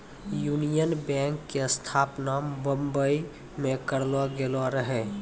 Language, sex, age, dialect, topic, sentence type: Maithili, male, 18-24, Angika, banking, statement